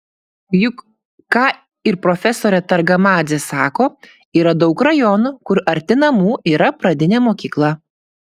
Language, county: Lithuanian, Klaipėda